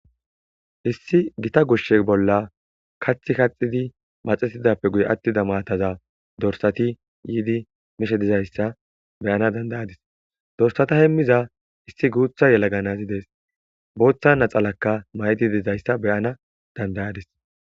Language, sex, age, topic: Gamo, male, 18-24, agriculture